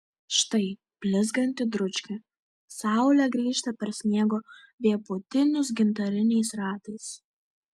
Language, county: Lithuanian, Vilnius